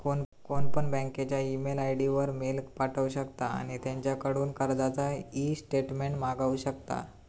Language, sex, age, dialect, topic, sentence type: Marathi, female, 25-30, Southern Konkan, banking, statement